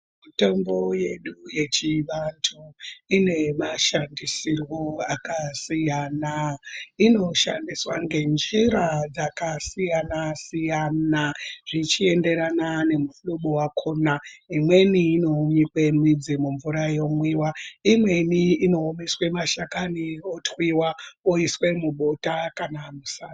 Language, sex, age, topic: Ndau, male, 18-24, health